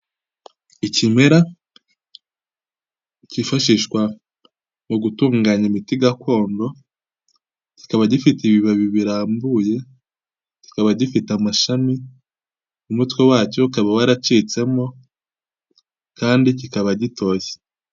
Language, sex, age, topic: Kinyarwanda, male, 18-24, health